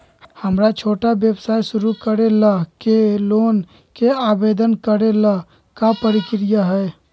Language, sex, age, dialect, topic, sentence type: Magahi, male, 41-45, Southern, banking, question